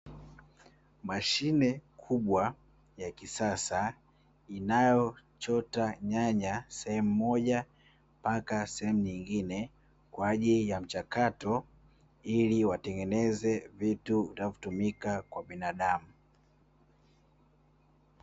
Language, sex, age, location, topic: Swahili, male, 18-24, Dar es Salaam, agriculture